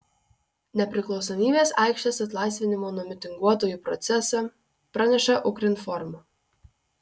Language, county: Lithuanian, Kaunas